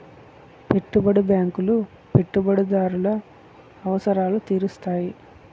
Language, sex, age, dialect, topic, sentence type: Telugu, male, 25-30, Southern, banking, statement